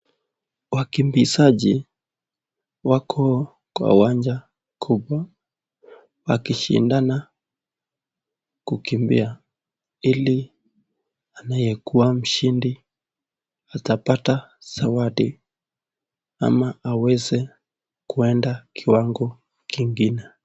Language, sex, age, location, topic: Swahili, male, 18-24, Nakuru, education